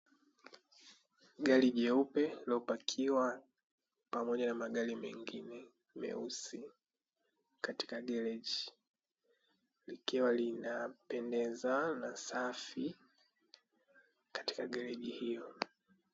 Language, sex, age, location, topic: Swahili, male, 18-24, Dar es Salaam, finance